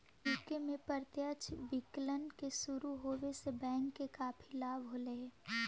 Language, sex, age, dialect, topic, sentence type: Magahi, female, 18-24, Central/Standard, agriculture, statement